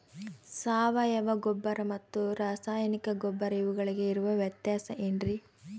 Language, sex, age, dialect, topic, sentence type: Kannada, female, 18-24, Central, agriculture, question